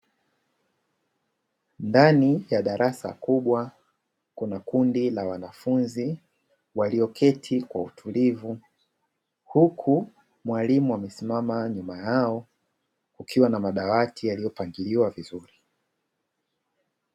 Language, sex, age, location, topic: Swahili, male, 25-35, Dar es Salaam, education